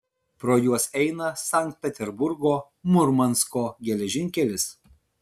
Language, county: Lithuanian, Vilnius